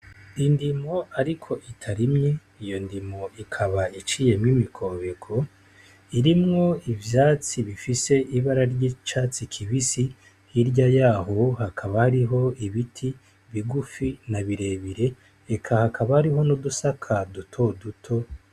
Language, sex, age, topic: Rundi, male, 25-35, agriculture